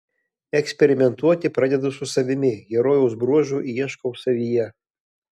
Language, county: Lithuanian, Kaunas